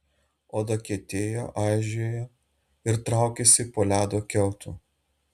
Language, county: Lithuanian, Šiauliai